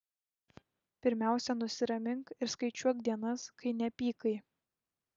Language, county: Lithuanian, Šiauliai